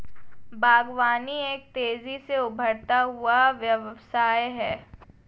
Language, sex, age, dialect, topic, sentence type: Hindi, female, 18-24, Marwari Dhudhari, agriculture, statement